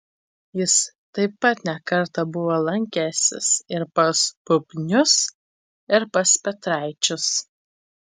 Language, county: Lithuanian, Tauragė